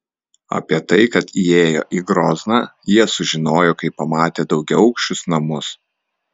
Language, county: Lithuanian, Vilnius